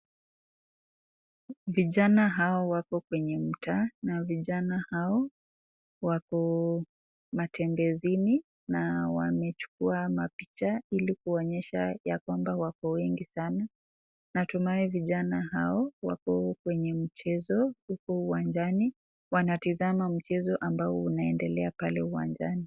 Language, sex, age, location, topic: Swahili, female, 25-35, Nakuru, government